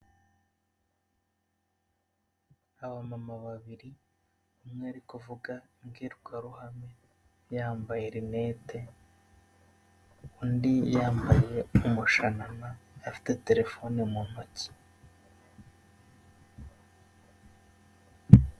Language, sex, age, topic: Kinyarwanda, male, 25-35, government